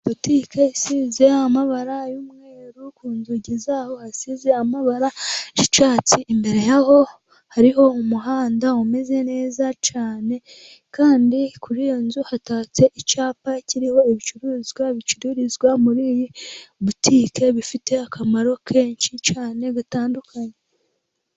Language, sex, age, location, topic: Kinyarwanda, female, 18-24, Musanze, finance